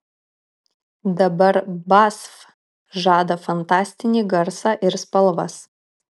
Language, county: Lithuanian, Kaunas